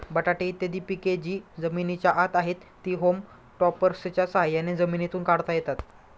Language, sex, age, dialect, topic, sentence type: Marathi, male, 25-30, Standard Marathi, agriculture, statement